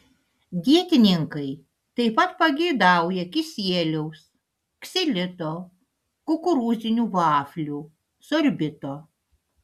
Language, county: Lithuanian, Panevėžys